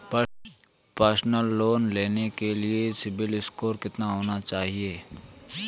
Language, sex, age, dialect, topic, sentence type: Hindi, male, 18-24, Marwari Dhudhari, banking, question